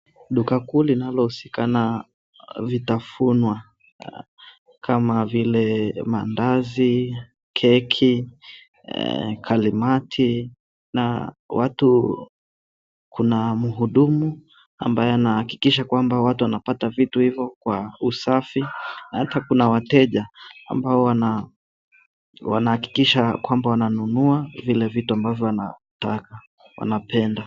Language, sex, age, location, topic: Swahili, male, 18-24, Nairobi, finance